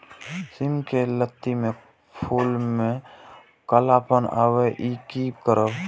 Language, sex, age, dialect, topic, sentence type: Maithili, male, 18-24, Eastern / Thethi, agriculture, question